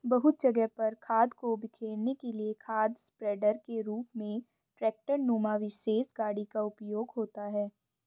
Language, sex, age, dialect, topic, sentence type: Hindi, female, 25-30, Hindustani Malvi Khadi Boli, agriculture, statement